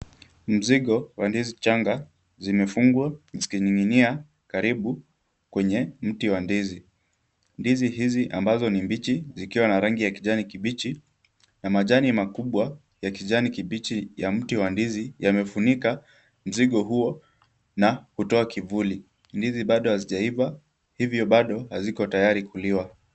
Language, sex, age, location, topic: Swahili, male, 18-24, Kisumu, agriculture